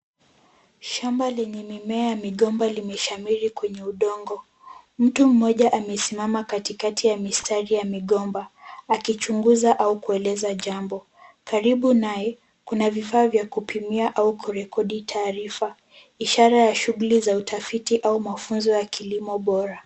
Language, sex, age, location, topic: Swahili, female, 18-24, Kisumu, agriculture